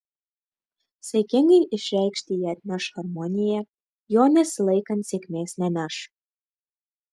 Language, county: Lithuanian, Marijampolė